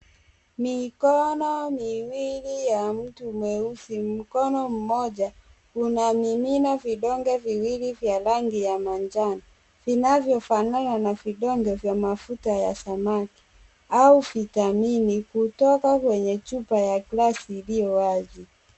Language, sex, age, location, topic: Swahili, female, 36-49, Kisumu, health